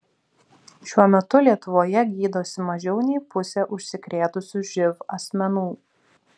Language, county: Lithuanian, Vilnius